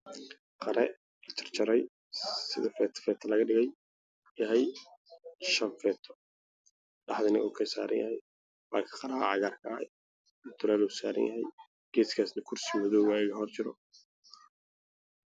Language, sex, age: Somali, male, 18-24